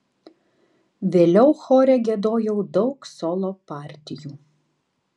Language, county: Lithuanian, Tauragė